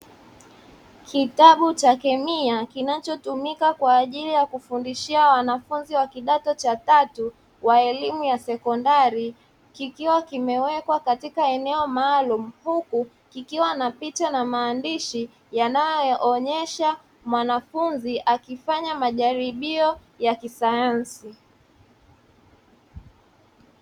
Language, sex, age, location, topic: Swahili, male, 25-35, Dar es Salaam, education